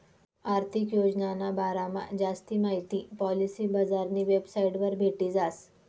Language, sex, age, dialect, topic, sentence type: Marathi, female, 25-30, Northern Konkan, banking, statement